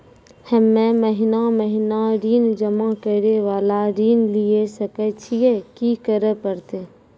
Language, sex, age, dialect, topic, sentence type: Maithili, female, 25-30, Angika, banking, question